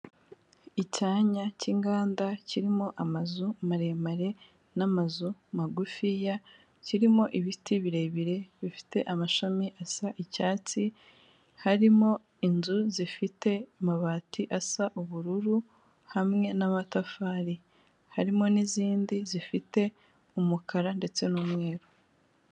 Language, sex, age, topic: Kinyarwanda, female, 18-24, government